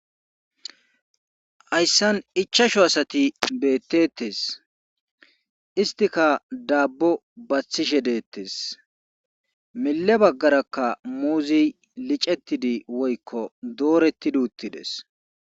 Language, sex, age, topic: Gamo, male, 18-24, government